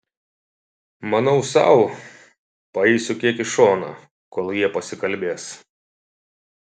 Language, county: Lithuanian, Šiauliai